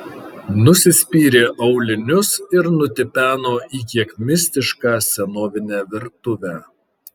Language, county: Lithuanian, Kaunas